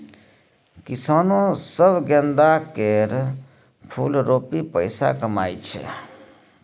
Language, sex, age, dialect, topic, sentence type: Maithili, male, 31-35, Bajjika, agriculture, statement